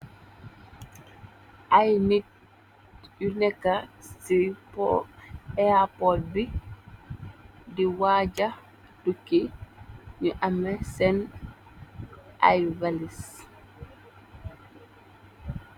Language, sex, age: Wolof, female, 18-24